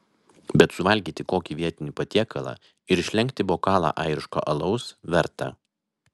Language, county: Lithuanian, Vilnius